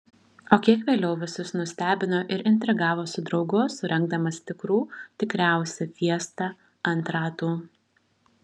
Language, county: Lithuanian, Šiauliai